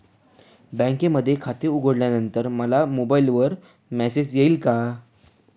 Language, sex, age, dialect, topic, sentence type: Marathi, male, 18-24, Northern Konkan, banking, question